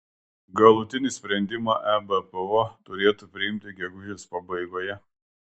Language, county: Lithuanian, Klaipėda